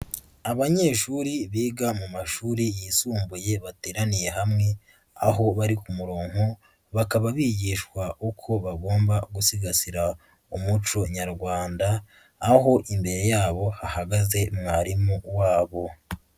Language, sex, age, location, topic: Kinyarwanda, male, 25-35, Huye, education